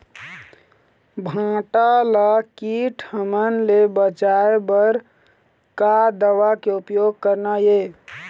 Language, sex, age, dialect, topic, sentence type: Chhattisgarhi, male, 18-24, Eastern, agriculture, question